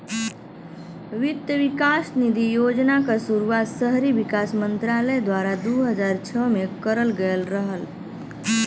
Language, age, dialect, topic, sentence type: Bhojpuri, 31-35, Western, banking, statement